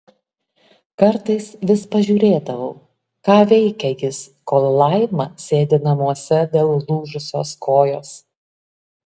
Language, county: Lithuanian, Alytus